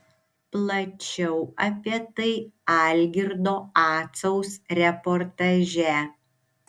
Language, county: Lithuanian, Šiauliai